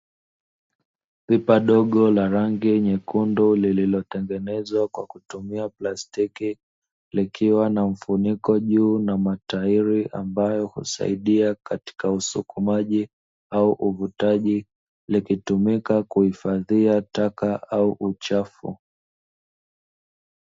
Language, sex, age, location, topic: Swahili, male, 25-35, Dar es Salaam, government